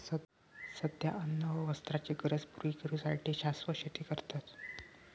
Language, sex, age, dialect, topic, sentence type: Marathi, male, 60-100, Southern Konkan, agriculture, statement